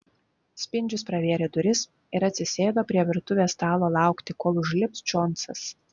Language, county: Lithuanian, Klaipėda